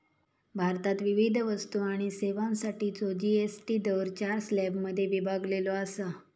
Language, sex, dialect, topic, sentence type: Marathi, female, Southern Konkan, banking, statement